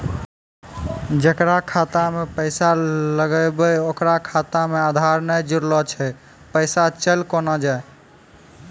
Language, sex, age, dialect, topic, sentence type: Maithili, male, 18-24, Angika, banking, question